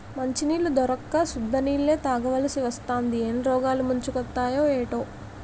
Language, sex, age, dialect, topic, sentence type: Telugu, female, 18-24, Utterandhra, agriculture, statement